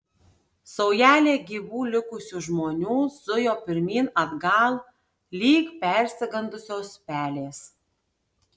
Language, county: Lithuanian, Tauragė